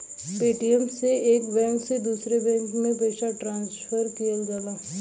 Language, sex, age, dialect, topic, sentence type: Bhojpuri, female, 18-24, Western, banking, statement